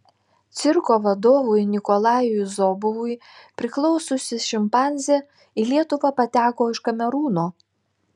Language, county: Lithuanian, Telšiai